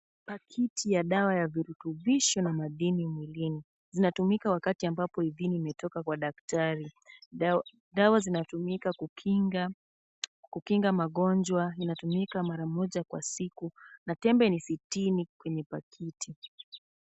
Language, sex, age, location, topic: Swahili, female, 18-24, Kisumu, health